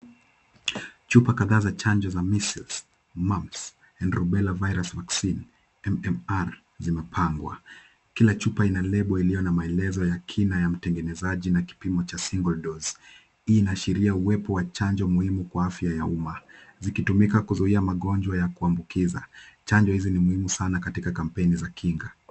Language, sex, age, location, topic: Swahili, male, 18-24, Kisumu, health